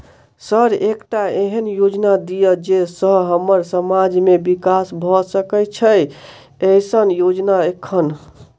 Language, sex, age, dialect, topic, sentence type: Maithili, male, 18-24, Southern/Standard, banking, question